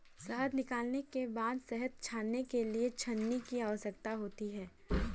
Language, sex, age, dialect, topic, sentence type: Hindi, female, 18-24, Kanauji Braj Bhasha, agriculture, statement